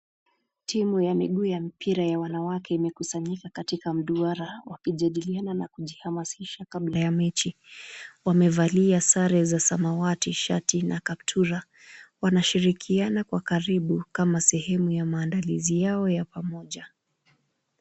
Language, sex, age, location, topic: Swahili, female, 18-24, Nakuru, government